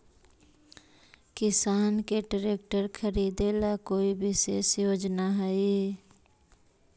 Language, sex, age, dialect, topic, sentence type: Magahi, male, 25-30, Central/Standard, agriculture, statement